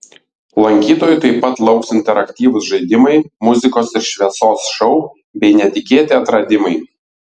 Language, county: Lithuanian, Vilnius